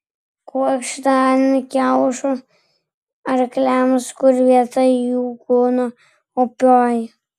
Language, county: Lithuanian, Vilnius